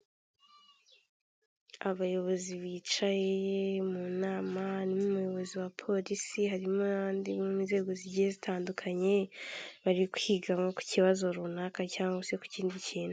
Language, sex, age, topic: Kinyarwanda, female, 18-24, government